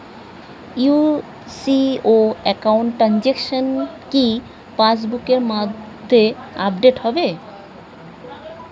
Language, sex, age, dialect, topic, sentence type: Bengali, female, 36-40, Standard Colloquial, banking, question